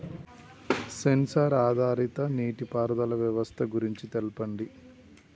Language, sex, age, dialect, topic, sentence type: Telugu, male, 31-35, Telangana, agriculture, question